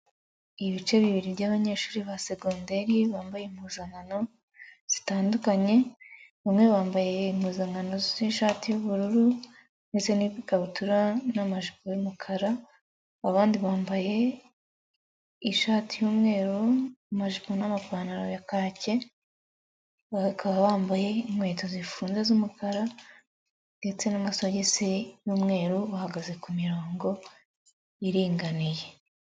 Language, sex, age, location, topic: Kinyarwanda, female, 25-35, Nyagatare, education